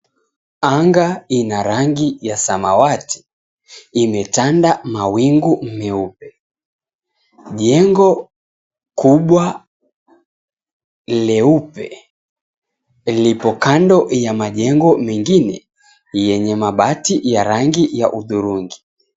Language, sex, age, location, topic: Swahili, female, 18-24, Mombasa, government